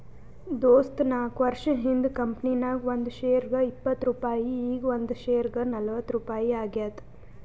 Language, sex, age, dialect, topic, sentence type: Kannada, female, 18-24, Northeastern, banking, statement